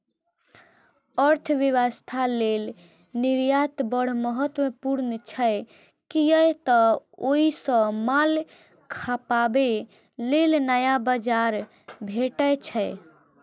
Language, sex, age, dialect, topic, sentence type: Maithili, female, 25-30, Eastern / Thethi, banking, statement